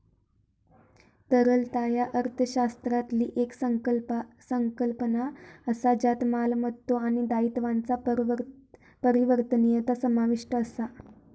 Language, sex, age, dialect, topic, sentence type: Marathi, female, 18-24, Southern Konkan, banking, statement